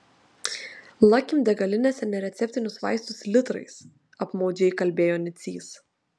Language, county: Lithuanian, Telšiai